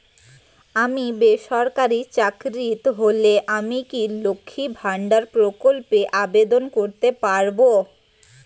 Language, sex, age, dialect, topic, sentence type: Bengali, female, 18-24, Rajbangshi, banking, question